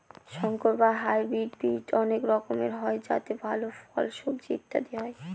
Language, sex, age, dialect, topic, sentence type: Bengali, female, 31-35, Northern/Varendri, agriculture, statement